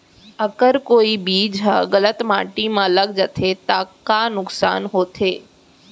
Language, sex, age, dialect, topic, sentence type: Chhattisgarhi, female, 18-24, Central, agriculture, question